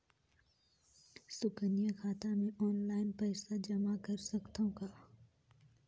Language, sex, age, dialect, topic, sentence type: Chhattisgarhi, female, 18-24, Northern/Bhandar, banking, question